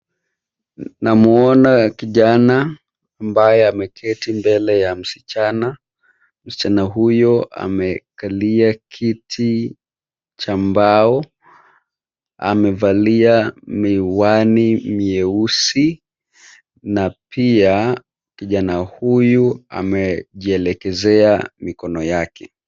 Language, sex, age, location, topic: Swahili, male, 25-35, Nairobi, education